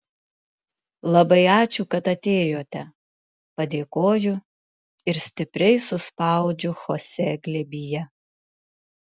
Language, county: Lithuanian, Marijampolė